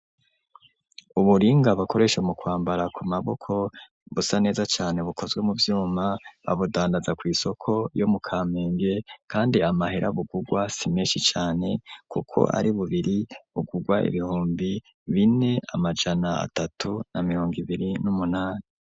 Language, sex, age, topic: Rundi, male, 25-35, education